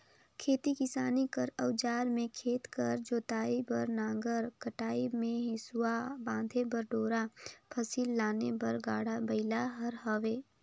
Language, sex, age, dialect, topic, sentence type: Chhattisgarhi, female, 18-24, Northern/Bhandar, agriculture, statement